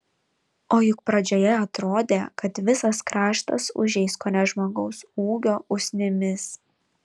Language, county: Lithuanian, Vilnius